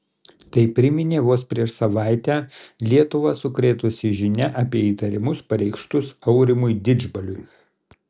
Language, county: Lithuanian, Kaunas